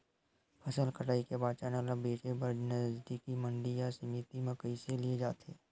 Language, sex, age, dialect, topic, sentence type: Chhattisgarhi, male, 25-30, Western/Budati/Khatahi, agriculture, question